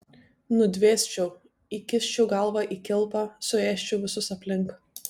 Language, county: Lithuanian, Tauragė